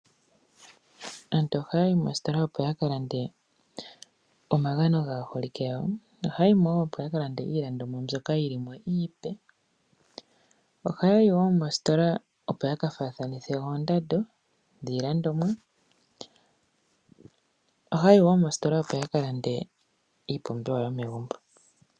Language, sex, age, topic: Oshiwambo, female, 25-35, finance